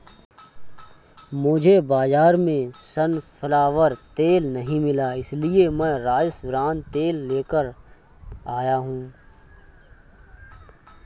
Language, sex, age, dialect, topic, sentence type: Hindi, male, 25-30, Awadhi Bundeli, agriculture, statement